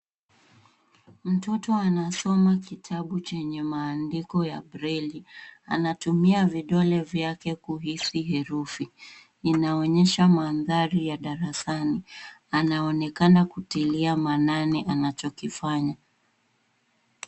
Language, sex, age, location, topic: Swahili, female, 18-24, Nairobi, education